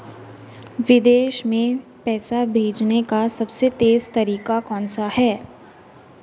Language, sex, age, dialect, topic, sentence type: Hindi, female, 18-24, Marwari Dhudhari, banking, question